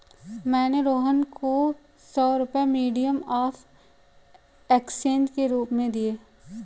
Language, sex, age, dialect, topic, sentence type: Hindi, female, 18-24, Marwari Dhudhari, banking, statement